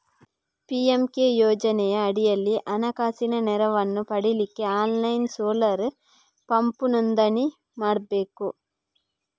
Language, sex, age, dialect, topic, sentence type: Kannada, female, 41-45, Coastal/Dakshin, agriculture, statement